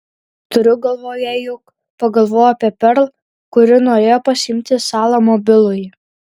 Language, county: Lithuanian, Vilnius